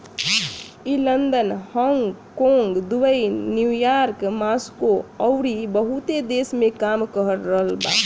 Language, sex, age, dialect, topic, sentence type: Bhojpuri, female, 18-24, Southern / Standard, banking, statement